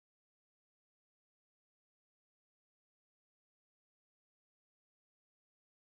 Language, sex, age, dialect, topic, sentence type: Bengali, male, 18-24, Rajbangshi, banking, statement